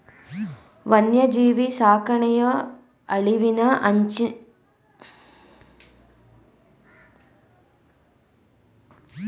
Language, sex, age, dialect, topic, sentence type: Kannada, female, 25-30, Mysore Kannada, agriculture, statement